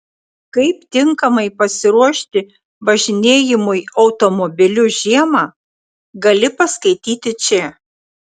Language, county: Lithuanian, Tauragė